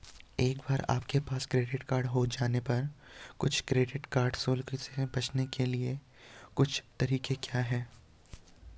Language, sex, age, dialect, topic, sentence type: Hindi, male, 18-24, Hindustani Malvi Khadi Boli, banking, question